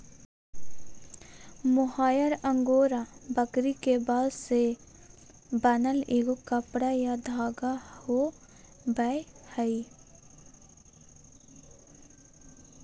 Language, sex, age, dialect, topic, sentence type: Magahi, female, 18-24, Southern, agriculture, statement